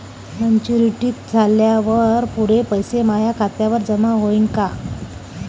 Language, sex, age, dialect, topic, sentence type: Marathi, male, 18-24, Varhadi, banking, question